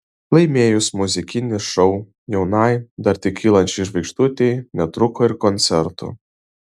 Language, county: Lithuanian, Vilnius